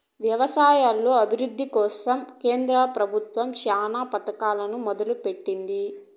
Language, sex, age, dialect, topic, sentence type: Telugu, female, 41-45, Southern, agriculture, statement